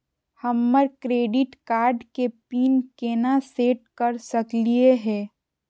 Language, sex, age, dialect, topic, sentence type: Magahi, female, 41-45, Southern, banking, question